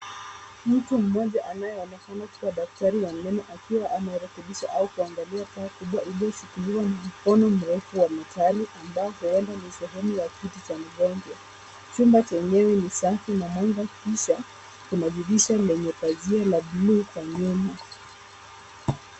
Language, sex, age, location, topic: Swahili, female, 25-35, Nairobi, health